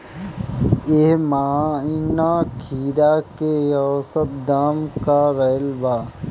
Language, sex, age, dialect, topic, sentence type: Bhojpuri, male, 18-24, Northern, agriculture, question